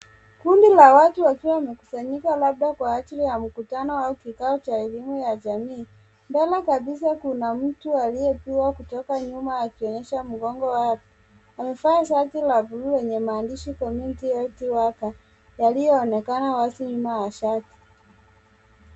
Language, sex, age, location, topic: Swahili, male, 18-24, Nairobi, health